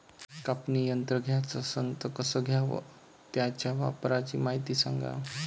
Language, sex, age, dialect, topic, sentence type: Marathi, male, 31-35, Varhadi, agriculture, question